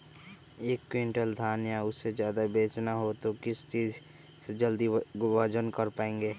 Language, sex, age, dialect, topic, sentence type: Magahi, male, 25-30, Western, agriculture, question